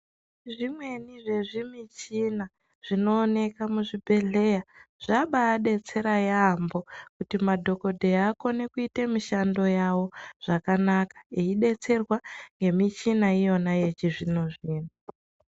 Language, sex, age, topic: Ndau, male, 18-24, health